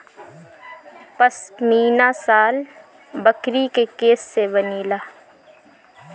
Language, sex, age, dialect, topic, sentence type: Bhojpuri, female, 25-30, Northern, agriculture, statement